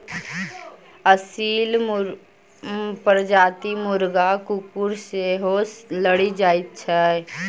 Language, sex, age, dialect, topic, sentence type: Maithili, female, 18-24, Southern/Standard, agriculture, statement